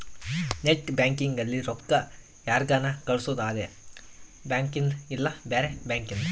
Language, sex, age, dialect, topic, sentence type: Kannada, male, 31-35, Central, banking, statement